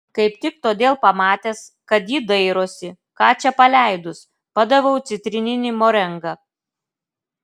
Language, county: Lithuanian, Klaipėda